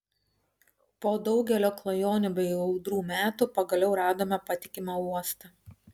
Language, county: Lithuanian, Vilnius